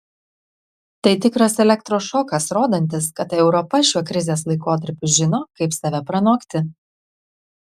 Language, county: Lithuanian, Klaipėda